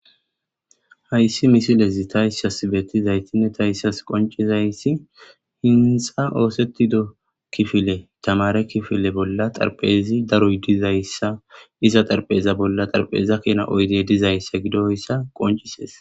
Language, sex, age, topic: Gamo, male, 18-24, government